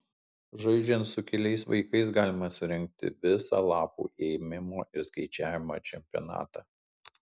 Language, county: Lithuanian, Kaunas